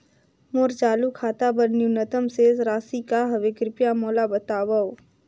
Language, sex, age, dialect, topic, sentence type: Chhattisgarhi, female, 41-45, Northern/Bhandar, banking, statement